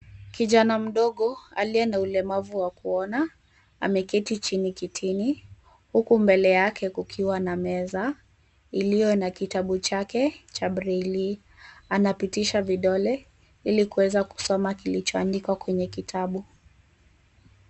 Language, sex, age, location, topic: Swahili, female, 18-24, Nairobi, education